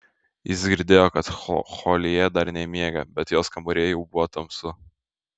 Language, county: Lithuanian, Šiauliai